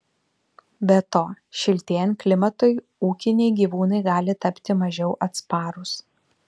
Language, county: Lithuanian, Vilnius